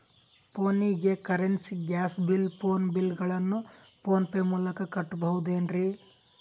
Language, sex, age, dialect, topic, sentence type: Kannada, male, 18-24, Northeastern, banking, question